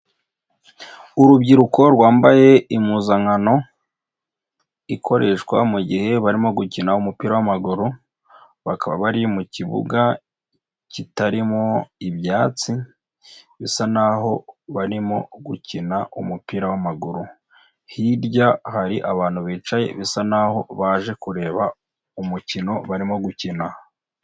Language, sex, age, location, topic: Kinyarwanda, female, 36-49, Nyagatare, government